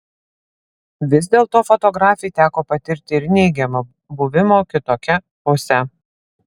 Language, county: Lithuanian, Vilnius